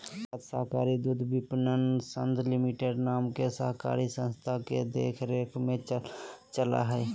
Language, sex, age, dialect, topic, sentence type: Magahi, male, 18-24, Southern, agriculture, statement